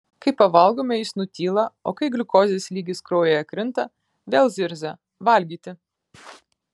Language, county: Lithuanian, Kaunas